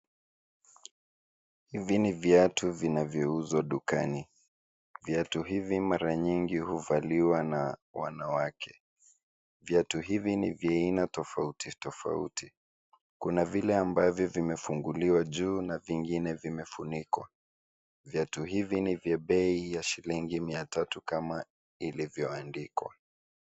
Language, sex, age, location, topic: Swahili, male, 25-35, Nairobi, finance